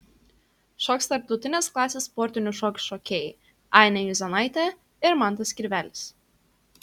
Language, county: Lithuanian, Kaunas